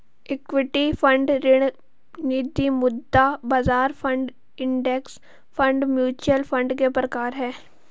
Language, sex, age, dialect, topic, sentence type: Hindi, female, 51-55, Hindustani Malvi Khadi Boli, banking, statement